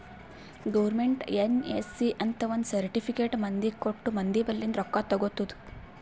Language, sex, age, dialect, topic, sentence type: Kannada, female, 51-55, Northeastern, banking, statement